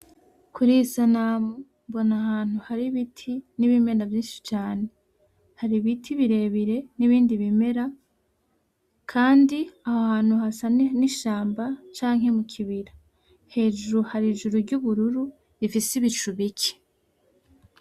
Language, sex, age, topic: Rundi, female, 18-24, agriculture